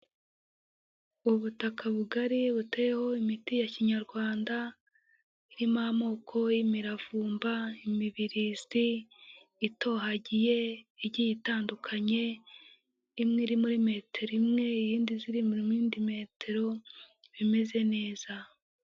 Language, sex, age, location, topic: Kinyarwanda, female, 18-24, Huye, health